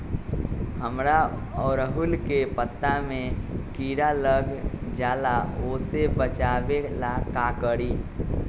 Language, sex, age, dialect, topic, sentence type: Magahi, male, 41-45, Western, agriculture, question